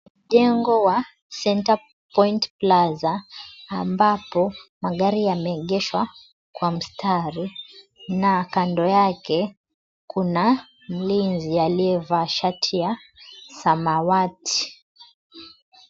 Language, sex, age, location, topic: Swahili, female, 25-35, Mombasa, government